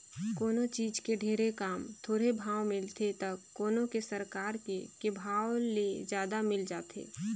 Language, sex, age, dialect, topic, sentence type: Chhattisgarhi, female, 25-30, Northern/Bhandar, agriculture, statement